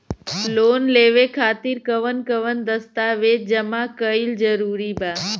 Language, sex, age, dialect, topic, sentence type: Bhojpuri, female, 25-30, Western, banking, question